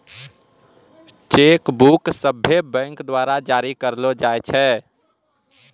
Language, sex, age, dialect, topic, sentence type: Maithili, male, 25-30, Angika, banking, statement